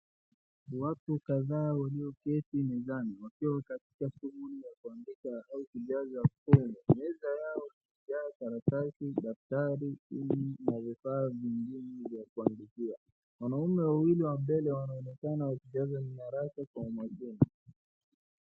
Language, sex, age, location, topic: Swahili, male, 25-35, Wajir, government